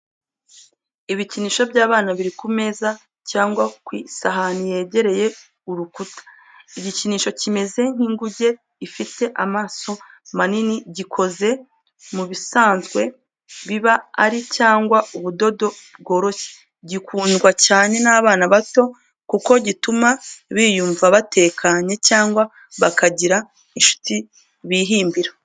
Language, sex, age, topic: Kinyarwanda, female, 25-35, education